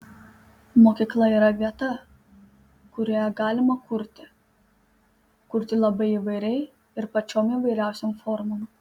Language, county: Lithuanian, Panevėžys